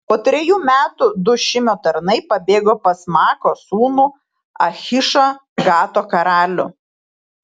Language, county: Lithuanian, Šiauliai